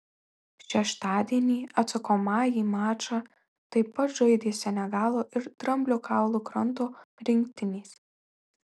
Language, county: Lithuanian, Marijampolė